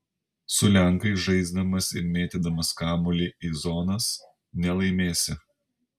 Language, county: Lithuanian, Panevėžys